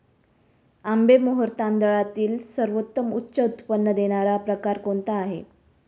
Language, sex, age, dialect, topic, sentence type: Marathi, female, 36-40, Standard Marathi, agriculture, question